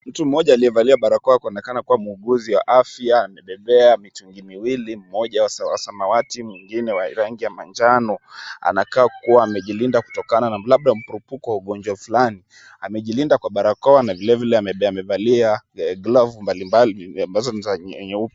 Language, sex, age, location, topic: Swahili, male, 25-35, Kisumu, health